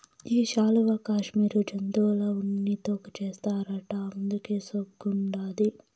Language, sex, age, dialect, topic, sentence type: Telugu, female, 18-24, Southern, agriculture, statement